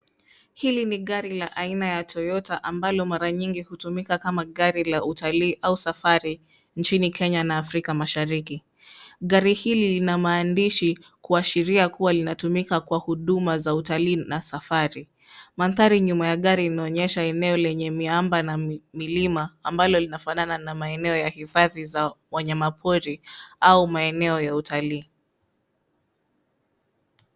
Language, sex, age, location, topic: Swahili, female, 25-35, Nairobi, finance